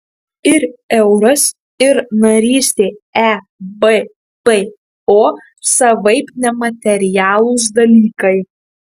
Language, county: Lithuanian, Marijampolė